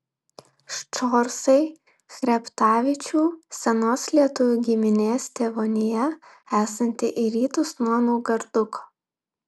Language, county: Lithuanian, Klaipėda